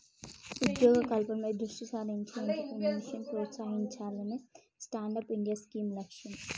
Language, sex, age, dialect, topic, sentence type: Telugu, female, 18-24, Telangana, banking, statement